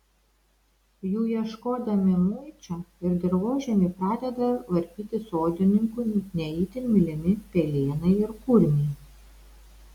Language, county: Lithuanian, Vilnius